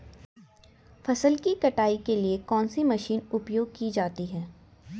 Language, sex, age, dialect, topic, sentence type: Hindi, female, 18-24, Garhwali, agriculture, question